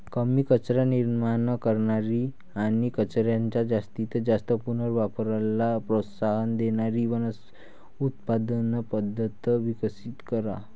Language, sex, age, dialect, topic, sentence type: Marathi, male, 18-24, Varhadi, agriculture, statement